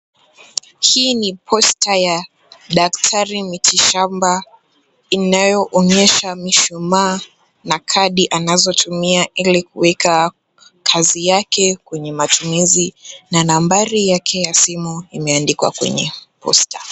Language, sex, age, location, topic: Swahili, female, 18-24, Kisumu, health